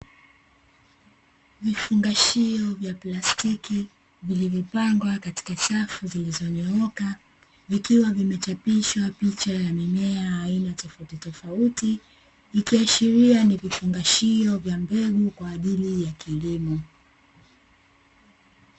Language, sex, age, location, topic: Swahili, female, 18-24, Dar es Salaam, agriculture